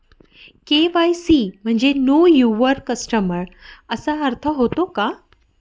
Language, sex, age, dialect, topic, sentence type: Marathi, female, 31-35, Northern Konkan, banking, question